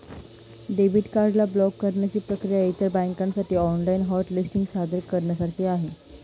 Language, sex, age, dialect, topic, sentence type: Marathi, female, 18-24, Northern Konkan, banking, statement